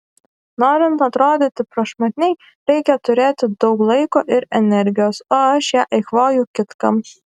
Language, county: Lithuanian, Šiauliai